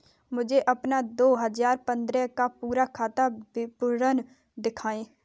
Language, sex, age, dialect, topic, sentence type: Hindi, female, 18-24, Kanauji Braj Bhasha, banking, question